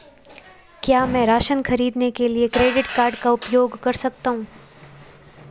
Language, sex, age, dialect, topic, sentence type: Hindi, female, 25-30, Marwari Dhudhari, banking, question